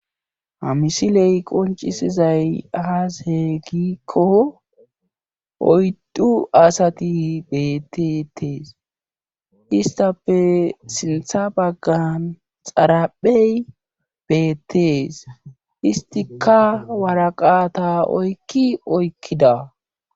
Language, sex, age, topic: Gamo, male, 25-35, government